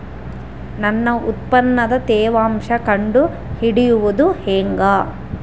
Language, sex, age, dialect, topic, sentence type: Kannada, female, 31-35, Central, agriculture, question